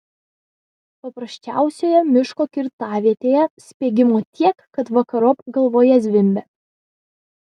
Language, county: Lithuanian, Vilnius